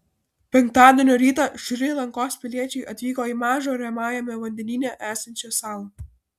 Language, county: Lithuanian, Vilnius